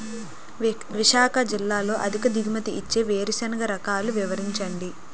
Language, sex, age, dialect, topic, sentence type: Telugu, female, 18-24, Utterandhra, agriculture, question